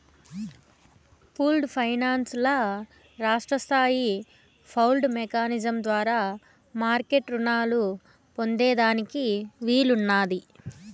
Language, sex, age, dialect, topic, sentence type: Telugu, female, 25-30, Southern, banking, statement